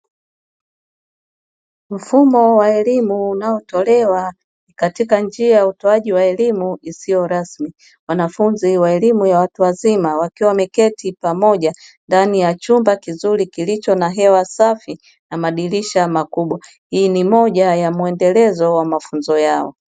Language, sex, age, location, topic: Swahili, female, 36-49, Dar es Salaam, education